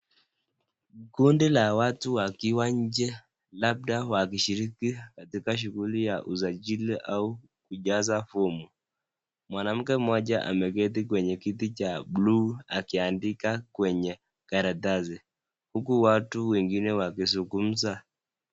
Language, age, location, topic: Swahili, 25-35, Nakuru, government